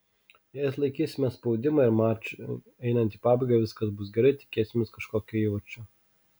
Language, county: Lithuanian, Kaunas